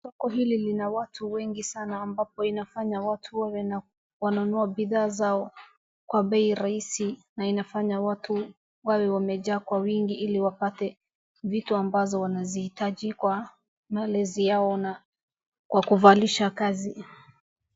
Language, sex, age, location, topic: Swahili, female, 36-49, Wajir, finance